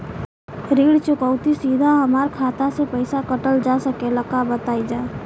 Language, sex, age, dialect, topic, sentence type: Bhojpuri, female, 18-24, Western, banking, question